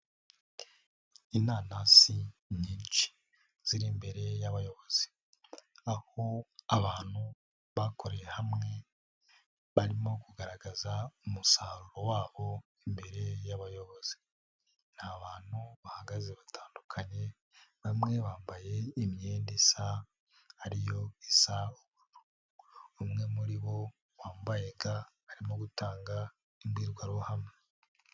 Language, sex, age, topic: Kinyarwanda, male, 18-24, finance